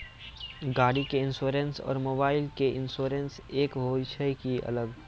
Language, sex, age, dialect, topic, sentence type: Maithili, male, 18-24, Angika, banking, question